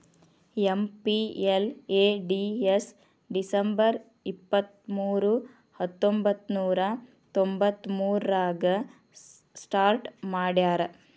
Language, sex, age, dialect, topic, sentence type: Kannada, female, 36-40, Dharwad Kannada, banking, statement